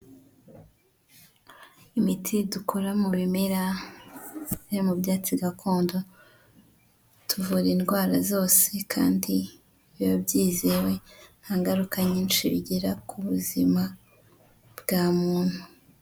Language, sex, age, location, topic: Kinyarwanda, female, 25-35, Huye, health